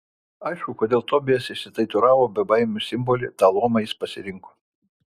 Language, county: Lithuanian, Vilnius